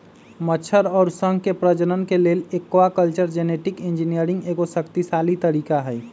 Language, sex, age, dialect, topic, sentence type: Magahi, male, 25-30, Western, agriculture, statement